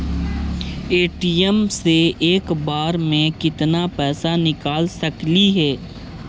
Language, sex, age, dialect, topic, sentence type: Magahi, male, 18-24, Central/Standard, banking, question